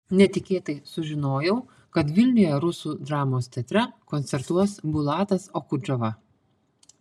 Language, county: Lithuanian, Panevėžys